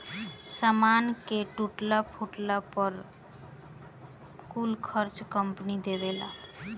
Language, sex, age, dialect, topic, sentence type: Bhojpuri, female, <18, Southern / Standard, banking, statement